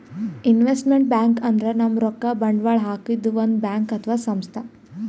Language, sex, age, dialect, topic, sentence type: Kannada, female, 18-24, Northeastern, banking, statement